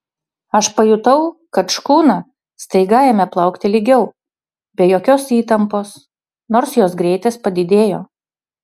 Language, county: Lithuanian, Utena